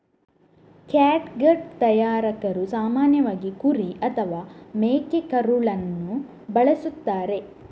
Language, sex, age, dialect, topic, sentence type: Kannada, female, 31-35, Coastal/Dakshin, agriculture, statement